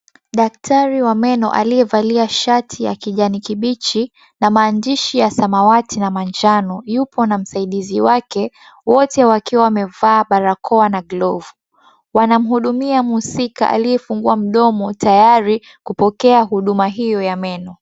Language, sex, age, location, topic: Swahili, female, 18-24, Mombasa, health